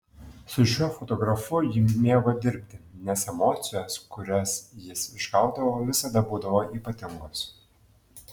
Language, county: Lithuanian, Klaipėda